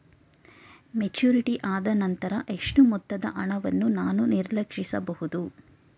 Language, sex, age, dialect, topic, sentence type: Kannada, female, 25-30, Mysore Kannada, banking, question